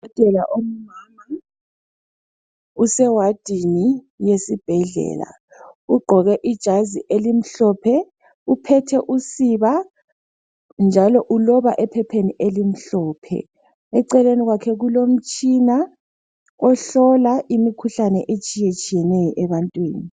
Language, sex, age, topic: North Ndebele, female, 25-35, health